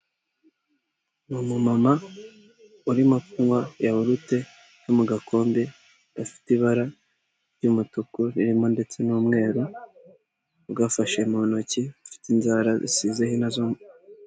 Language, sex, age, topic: Kinyarwanda, male, 18-24, finance